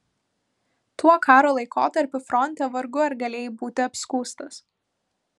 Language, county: Lithuanian, Vilnius